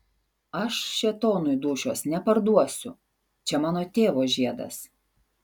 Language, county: Lithuanian, Šiauliai